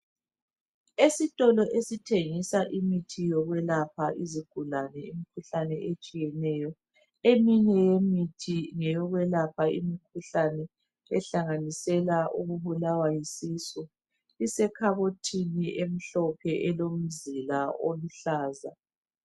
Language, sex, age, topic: North Ndebele, female, 36-49, health